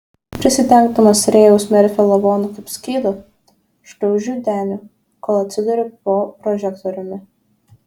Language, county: Lithuanian, Šiauliai